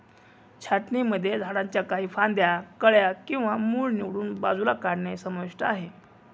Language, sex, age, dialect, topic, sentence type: Marathi, male, 18-24, Northern Konkan, agriculture, statement